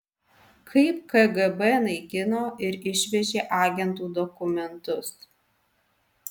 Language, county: Lithuanian, Alytus